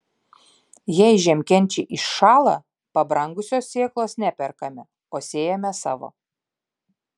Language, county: Lithuanian, Klaipėda